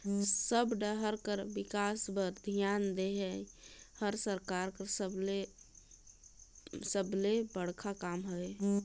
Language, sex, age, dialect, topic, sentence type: Chhattisgarhi, female, 31-35, Northern/Bhandar, banking, statement